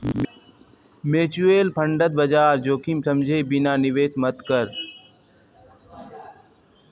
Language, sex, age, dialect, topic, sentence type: Magahi, male, 36-40, Northeastern/Surjapuri, banking, statement